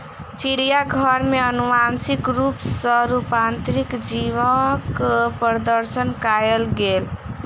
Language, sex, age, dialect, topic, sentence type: Maithili, female, 18-24, Southern/Standard, agriculture, statement